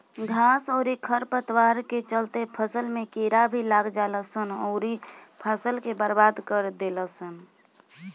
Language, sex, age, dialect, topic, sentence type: Bhojpuri, female, <18, Southern / Standard, agriculture, statement